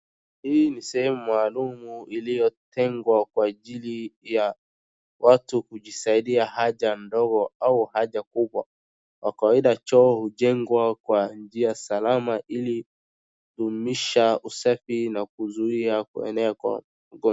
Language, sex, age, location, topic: Swahili, male, 18-24, Wajir, health